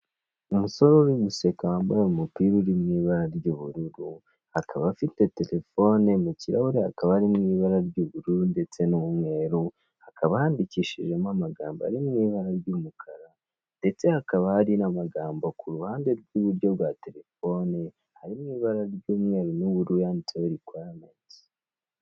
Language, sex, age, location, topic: Kinyarwanda, male, 18-24, Kigali, government